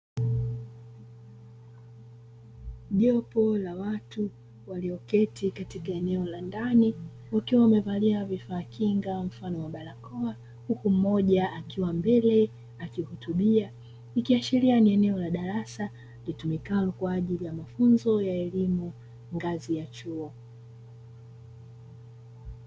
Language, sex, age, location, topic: Swahili, female, 25-35, Dar es Salaam, education